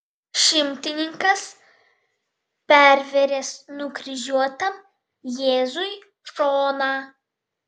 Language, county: Lithuanian, Vilnius